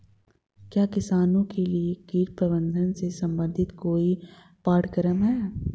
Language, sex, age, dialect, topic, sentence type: Hindi, female, 25-30, Marwari Dhudhari, agriculture, question